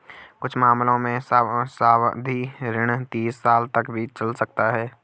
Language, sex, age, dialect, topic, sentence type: Hindi, male, 25-30, Garhwali, banking, statement